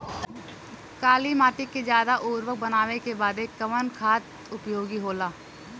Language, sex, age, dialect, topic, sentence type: Bhojpuri, female, 18-24, Western, agriculture, question